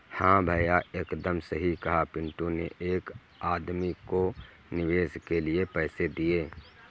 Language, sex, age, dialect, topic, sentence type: Hindi, male, 51-55, Kanauji Braj Bhasha, banking, statement